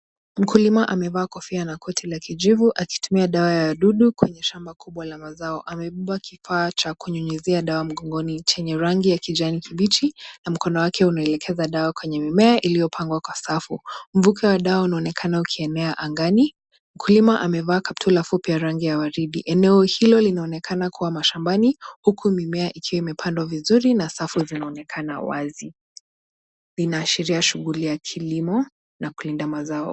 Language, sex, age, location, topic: Swahili, female, 18-24, Nakuru, health